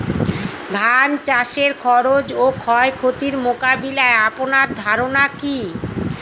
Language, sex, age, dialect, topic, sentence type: Bengali, female, 46-50, Standard Colloquial, agriculture, question